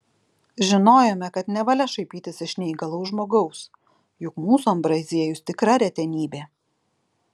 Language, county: Lithuanian, Alytus